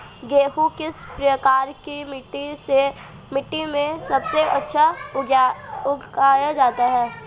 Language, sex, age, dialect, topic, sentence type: Hindi, female, 18-24, Marwari Dhudhari, agriculture, question